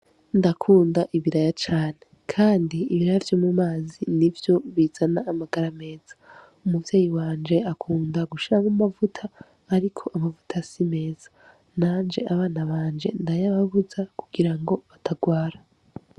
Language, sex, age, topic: Rundi, female, 18-24, agriculture